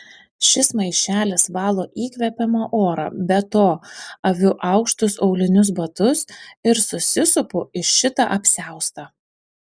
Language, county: Lithuanian, Panevėžys